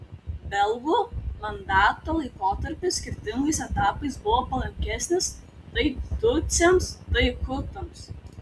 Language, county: Lithuanian, Tauragė